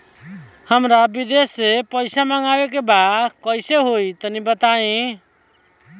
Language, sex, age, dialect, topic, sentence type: Bhojpuri, male, 25-30, Southern / Standard, banking, question